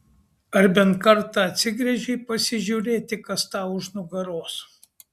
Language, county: Lithuanian, Kaunas